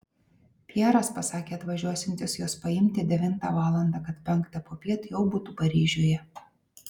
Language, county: Lithuanian, Vilnius